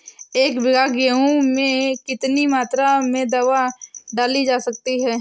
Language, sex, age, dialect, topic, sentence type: Hindi, female, 18-24, Awadhi Bundeli, agriculture, question